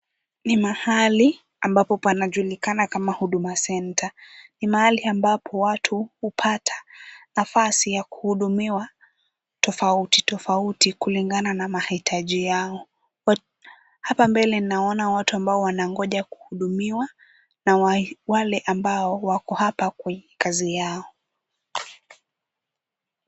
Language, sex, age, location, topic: Swahili, female, 18-24, Kisumu, government